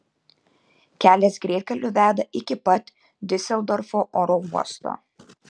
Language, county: Lithuanian, Kaunas